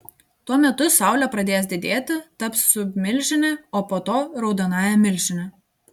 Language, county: Lithuanian, Telšiai